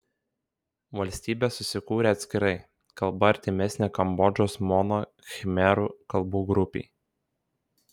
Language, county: Lithuanian, Kaunas